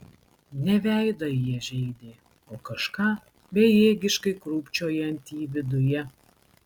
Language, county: Lithuanian, Klaipėda